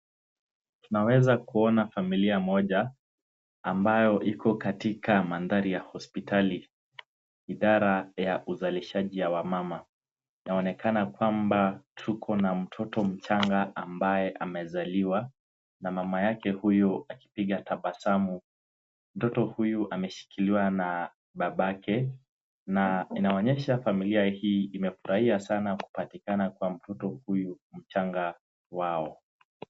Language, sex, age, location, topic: Swahili, male, 18-24, Nakuru, health